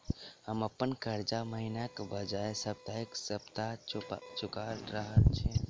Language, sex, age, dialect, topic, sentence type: Maithili, male, 18-24, Southern/Standard, banking, statement